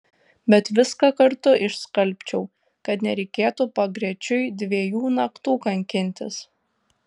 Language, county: Lithuanian, Tauragė